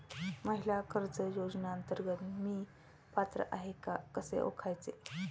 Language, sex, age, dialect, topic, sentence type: Marathi, male, 36-40, Standard Marathi, banking, question